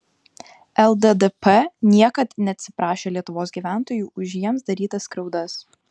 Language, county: Lithuanian, Vilnius